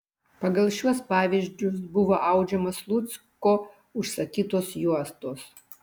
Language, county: Lithuanian, Vilnius